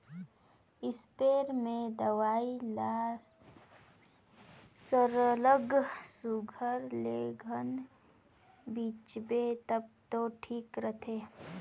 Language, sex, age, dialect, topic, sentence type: Chhattisgarhi, female, 18-24, Northern/Bhandar, agriculture, statement